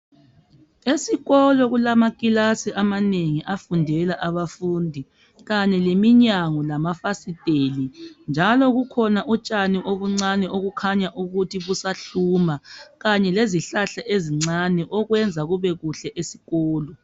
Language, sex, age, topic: North Ndebele, male, 36-49, education